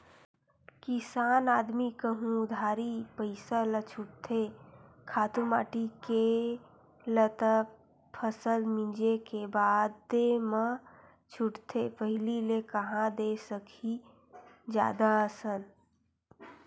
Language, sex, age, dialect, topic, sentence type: Chhattisgarhi, female, 18-24, Western/Budati/Khatahi, banking, statement